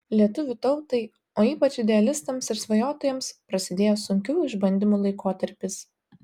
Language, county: Lithuanian, Telšiai